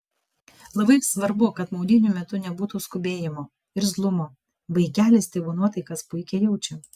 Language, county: Lithuanian, Kaunas